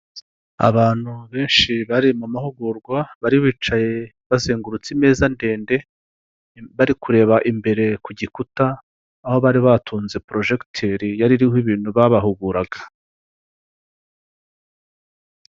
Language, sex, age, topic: Kinyarwanda, male, 50+, government